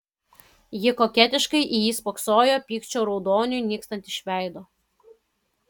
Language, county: Lithuanian, Kaunas